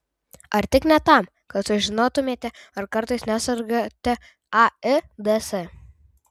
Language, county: Lithuanian, Tauragė